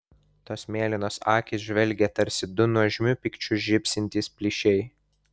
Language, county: Lithuanian, Vilnius